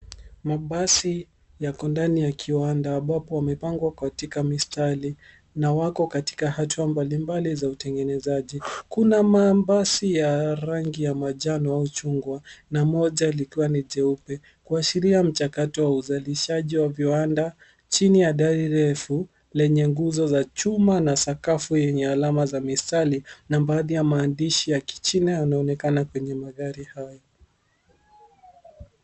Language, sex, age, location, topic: Swahili, male, 18-24, Nairobi, finance